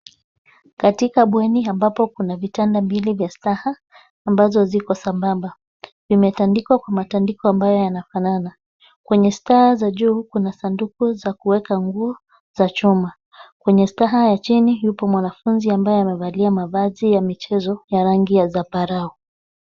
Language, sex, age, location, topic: Swahili, female, 25-35, Nairobi, education